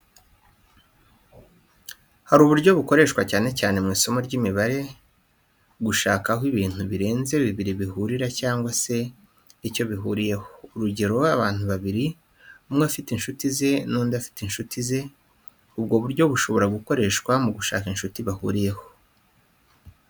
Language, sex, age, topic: Kinyarwanda, male, 25-35, education